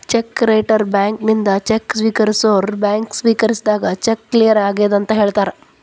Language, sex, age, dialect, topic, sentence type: Kannada, female, 31-35, Dharwad Kannada, banking, statement